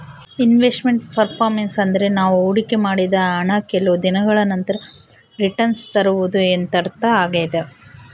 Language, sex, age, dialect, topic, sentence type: Kannada, female, 18-24, Central, banking, statement